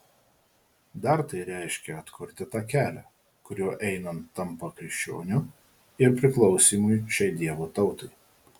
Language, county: Lithuanian, Marijampolė